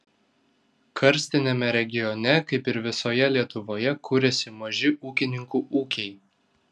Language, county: Lithuanian, Vilnius